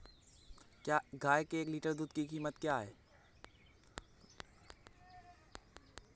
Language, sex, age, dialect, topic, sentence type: Hindi, male, 18-24, Awadhi Bundeli, agriculture, question